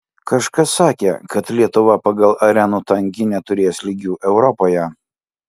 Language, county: Lithuanian, Kaunas